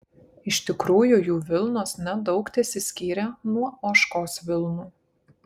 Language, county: Lithuanian, Kaunas